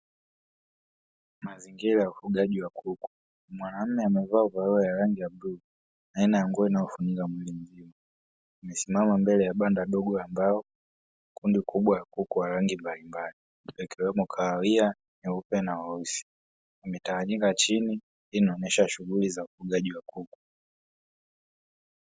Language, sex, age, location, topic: Swahili, male, 18-24, Dar es Salaam, agriculture